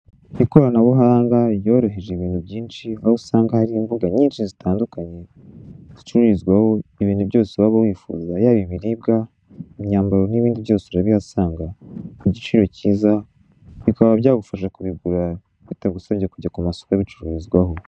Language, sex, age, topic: Kinyarwanda, male, 18-24, finance